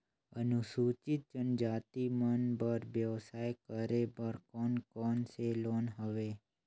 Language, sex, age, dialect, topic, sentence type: Chhattisgarhi, male, 25-30, Northern/Bhandar, banking, question